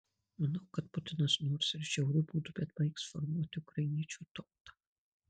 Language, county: Lithuanian, Marijampolė